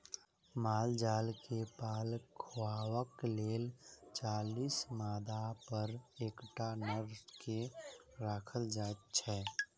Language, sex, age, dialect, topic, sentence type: Maithili, male, 51-55, Southern/Standard, agriculture, statement